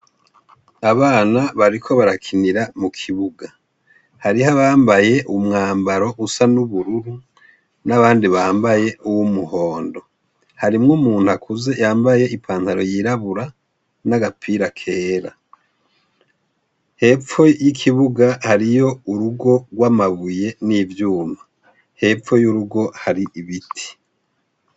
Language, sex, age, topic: Rundi, male, 50+, education